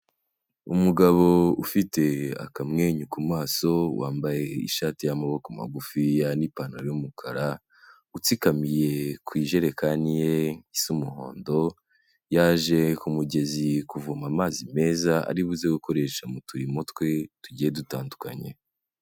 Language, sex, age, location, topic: Kinyarwanda, male, 18-24, Kigali, health